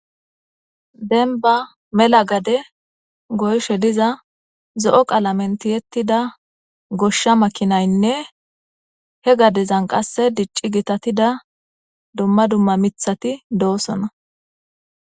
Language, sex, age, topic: Gamo, female, 25-35, agriculture